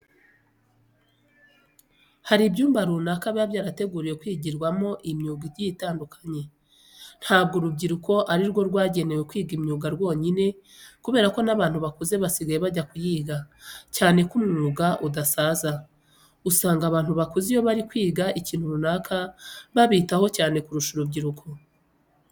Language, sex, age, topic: Kinyarwanda, female, 25-35, education